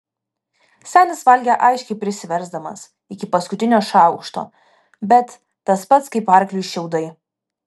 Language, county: Lithuanian, Vilnius